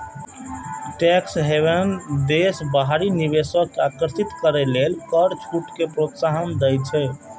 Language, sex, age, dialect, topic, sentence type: Maithili, male, 18-24, Eastern / Thethi, banking, statement